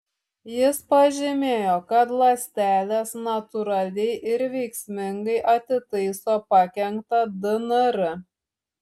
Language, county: Lithuanian, Šiauliai